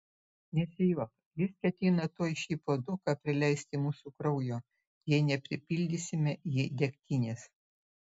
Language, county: Lithuanian, Utena